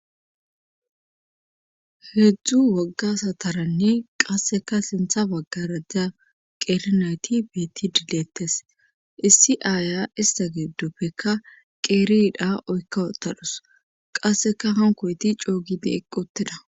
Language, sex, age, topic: Gamo, female, 25-35, government